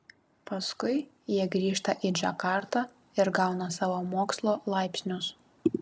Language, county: Lithuanian, Kaunas